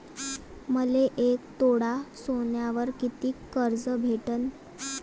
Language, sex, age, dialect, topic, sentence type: Marathi, female, 18-24, Varhadi, banking, question